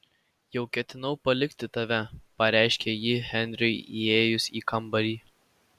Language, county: Lithuanian, Vilnius